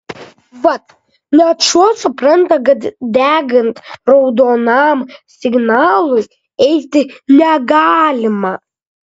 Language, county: Lithuanian, Kaunas